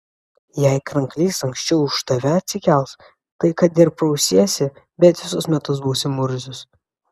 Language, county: Lithuanian, Vilnius